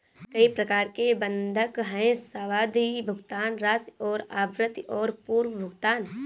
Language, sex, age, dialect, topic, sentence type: Hindi, female, 18-24, Awadhi Bundeli, banking, statement